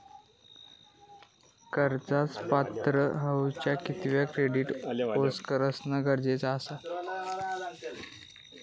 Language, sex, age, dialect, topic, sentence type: Marathi, male, 18-24, Southern Konkan, banking, question